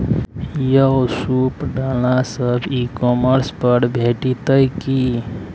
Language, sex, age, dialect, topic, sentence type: Maithili, male, 18-24, Bajjika, banking, statement